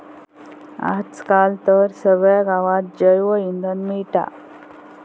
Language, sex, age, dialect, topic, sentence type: Marathi, female, 25-30, Southern Konkan, agriculture, statement